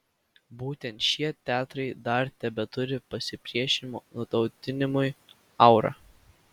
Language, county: Lithuanian, Vilnius